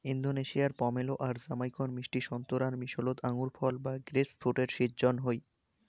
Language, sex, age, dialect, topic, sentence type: Bengali, male, 18-24, Rajbangshi, agriculture, statement